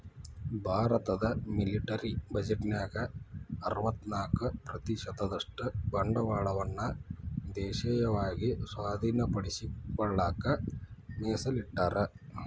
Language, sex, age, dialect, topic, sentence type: Kannada, male, 56-60, Dharwad Kannada, banking, statement